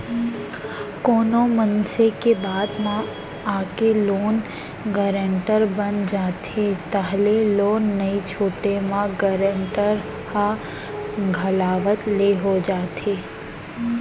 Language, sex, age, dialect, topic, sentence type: Chhattisgarhi, female, 60-100, Central, banking, statement